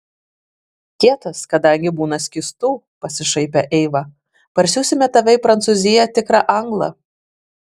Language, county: Lithuanian, Vilnius